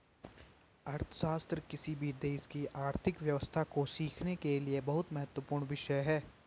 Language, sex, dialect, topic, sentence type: Hindi, male, Garhwali, banking, statement